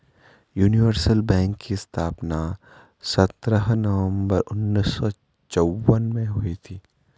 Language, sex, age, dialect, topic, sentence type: Hindi, male, 41-45, Garhwali, banking, statement